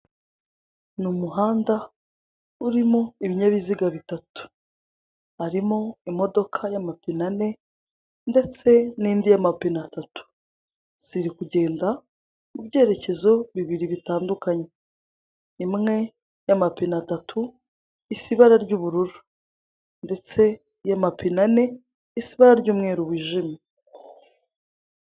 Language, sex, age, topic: Kinyarwanda, female, 25-35, government